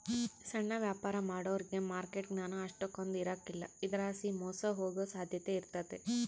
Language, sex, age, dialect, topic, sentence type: Kannada, female, 25-30, Central, banking, statement